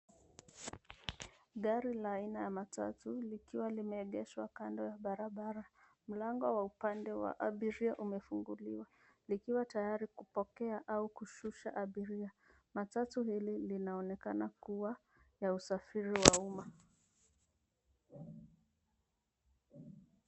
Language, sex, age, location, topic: Swahili, female, 25-35, Nairobi, finance